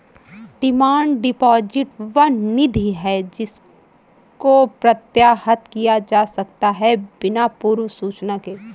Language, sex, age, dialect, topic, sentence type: Hindi, female, 25-30, Awadhi Bundeli, banking, statement